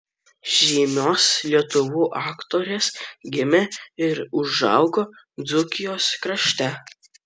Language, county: Lithuanian, Kaunas